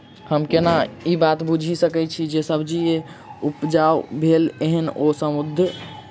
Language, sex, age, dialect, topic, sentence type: Maithili, male, 51-55, Southern/Standard, agriculture, question